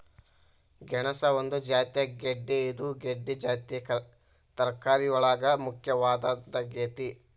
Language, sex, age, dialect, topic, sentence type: Kannada, male, 18-24, Dharwad Kannada, agriculture, statement